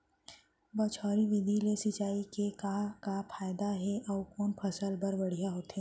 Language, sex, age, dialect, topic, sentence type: Chhattisgarhi, female, 18-24, Central, agriculture, question